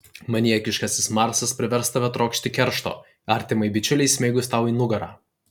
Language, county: Lithuanian, Kaunas